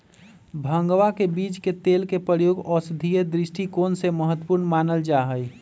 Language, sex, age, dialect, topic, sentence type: Magahi, male, 25-30, Western, agriculture, statement